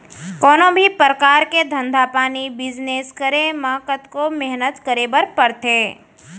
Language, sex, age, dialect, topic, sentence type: Chhattisgarhi, female, 41-45, Central, banking, statement